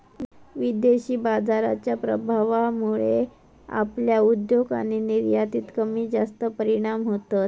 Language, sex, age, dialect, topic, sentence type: Marathi, female, 18-24, Southern Konkan, banking, statement